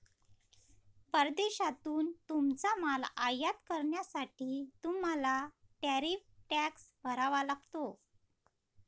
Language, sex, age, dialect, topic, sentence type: Marathi, female, 31-35, Varhadi, banking, statement